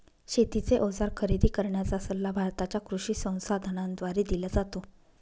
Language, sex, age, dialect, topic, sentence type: Marathi, female, 25-30, Northern Konkan, agriculture, statement